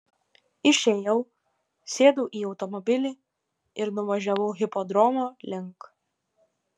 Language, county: Lithuanian, Kaunas